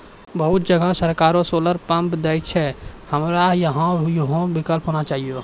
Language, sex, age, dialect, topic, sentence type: Maithili, male, 41-45, Angika, agriculture, question